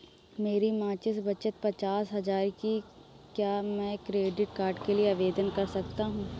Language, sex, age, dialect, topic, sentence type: Hindi, male, 31-35, Awadhi Bundeli, banking, question